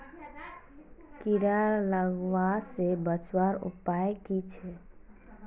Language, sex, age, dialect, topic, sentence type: Magahi, female, 18-24, Northeastern/Surjapuri, agriculture, question